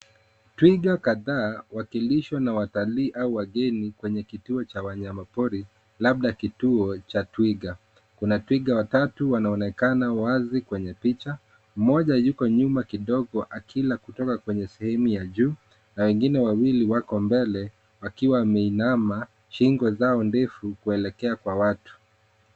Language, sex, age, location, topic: Swahili, male, 18-24, Nairobi, government